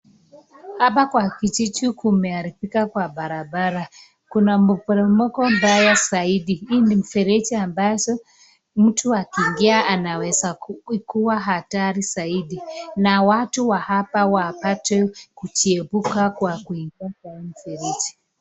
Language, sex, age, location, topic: Swahili, male, 25-35, Nakuru, government